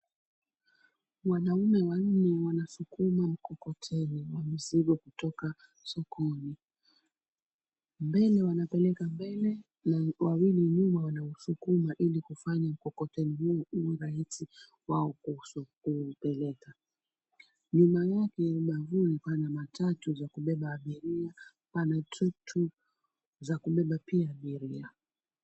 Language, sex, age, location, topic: Swahili, female, 36-49, Mombasa, government